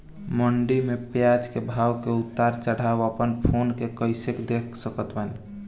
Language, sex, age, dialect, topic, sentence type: Bhojpuri, male, <18, Southern / Standard, agriculture, question